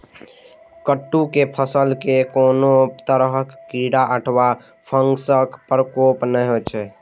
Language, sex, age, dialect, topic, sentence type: Maithili, male, 18-24, Eastern / Thethi, agriculture, statement